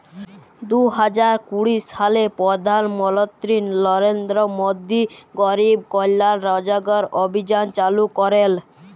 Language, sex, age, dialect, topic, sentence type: Bengali, male, 31-35, Jharkhandi, banking, statement